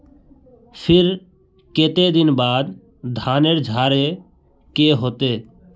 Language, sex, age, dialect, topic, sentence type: Magahi, male, 18-24, Northeastern/Surjapuri, agriculture, question